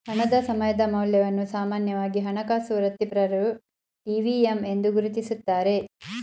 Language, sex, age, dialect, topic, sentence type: Kannada, female, 36-40, Mysore Kannada, banking, statement